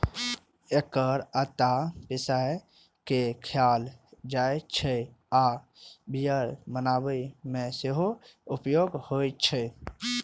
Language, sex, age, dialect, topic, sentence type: Maithili, male, 25-30, Eastern / Thethi, agriculture, statement